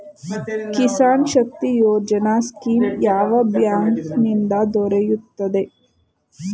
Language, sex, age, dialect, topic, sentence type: Kannada, female, 18-24, Mysore Kannada, agriculture, question